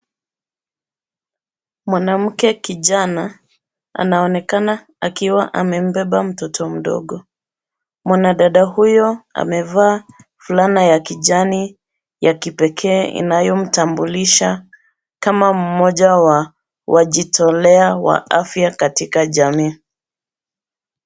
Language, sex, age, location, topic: Swahili, female, 36-49, Nairobi, health